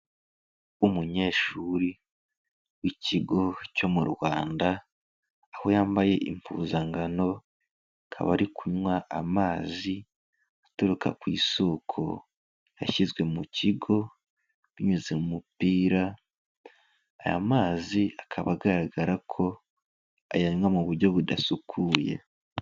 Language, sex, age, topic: Kinyarwanda, male, 18-24, health